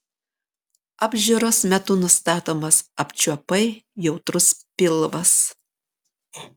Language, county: Lithuanian, Panevėžys